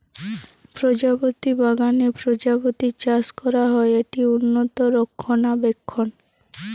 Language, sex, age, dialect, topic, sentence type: Bengali, female, 18-24, Western, agriculture, statement